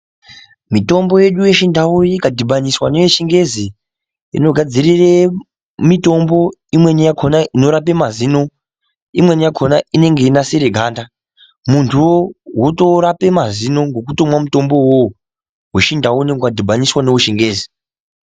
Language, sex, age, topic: Ndau, male, 50+, health